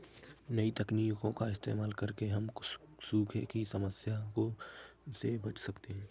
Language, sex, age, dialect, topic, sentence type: Hindi, male, 25-30, Kanauji Braj Bhasha, agriculture, statement